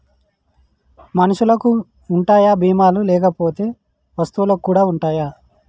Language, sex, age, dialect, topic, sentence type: Telugu, male, 31-35, Telangana, banking, question